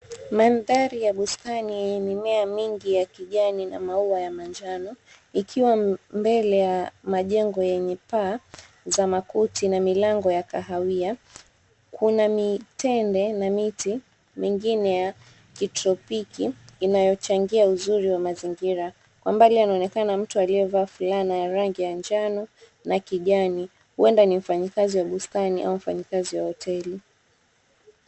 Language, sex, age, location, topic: Swahili, female, 25-35, Mombasa, government